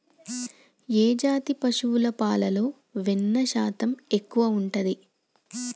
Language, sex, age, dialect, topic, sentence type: Telugu, female, 18-24, Telangana, agriculture, question